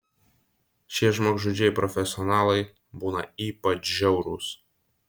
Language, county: Lithuanian, Vilnius